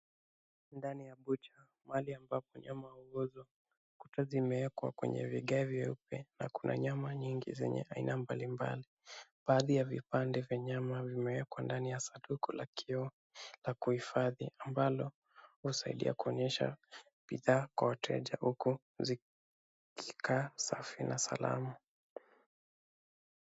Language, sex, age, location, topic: Swahili, male, 25-35, Kisumu, finance